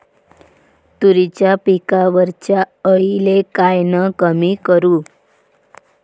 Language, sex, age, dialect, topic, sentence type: Marathi, female, 36-40, Varhadi, agriculture, question